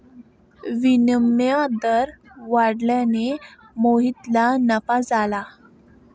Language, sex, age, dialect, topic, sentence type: Marathi, female, 18-24, Standard Marathi, banking, statement